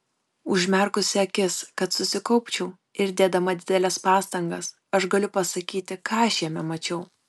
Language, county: Lithuanian, Kaunas